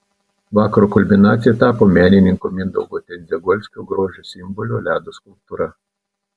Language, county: Lithuanian, Telšiai